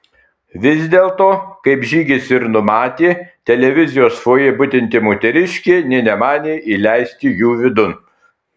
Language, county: Lithuanian, Kaunas